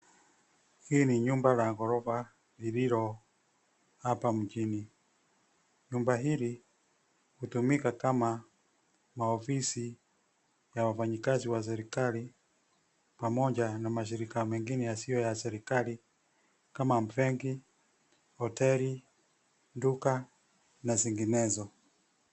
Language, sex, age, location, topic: Swahili, male, 50+, Nairobi, finance